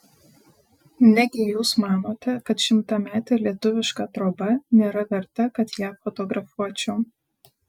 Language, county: Lithuanian, Panevėžys